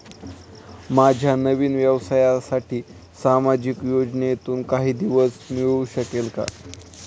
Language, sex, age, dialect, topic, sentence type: Marathi, male, 18-24, Standard Marathi, banking, question